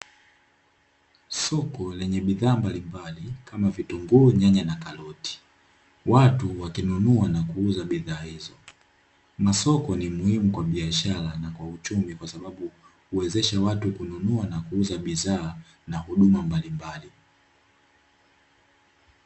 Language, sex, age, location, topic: Swahili, male, 18-24, Dar es Salaam, finance